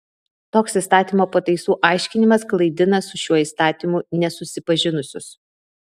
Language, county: Lithuanian, Vilnius